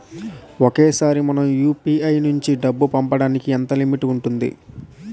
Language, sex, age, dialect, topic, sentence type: Telugu, male, 18-24, Utterandhra, banking, question